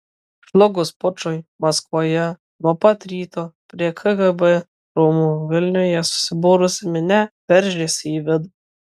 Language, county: Lithuanian, Kaunas